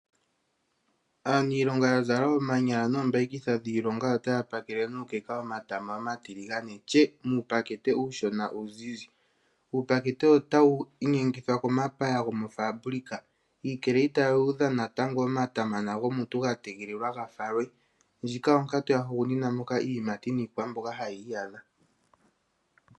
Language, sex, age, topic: Oshiwambo, male, 18-24, agriculture